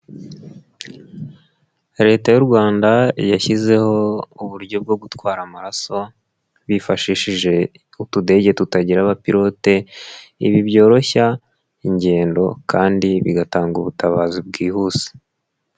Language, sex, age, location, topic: Kinyarwanda, male, 18-24, Nyagatare, health